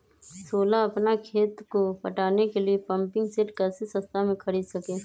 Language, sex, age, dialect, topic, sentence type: Magahi, female, 25-30, Western, agriculture, question